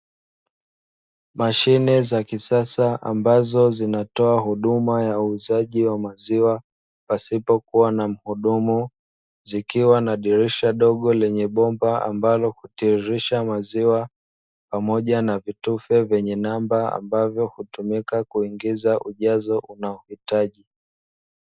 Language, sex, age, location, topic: Swahili, male, 25-35, Dar es Salaam, finance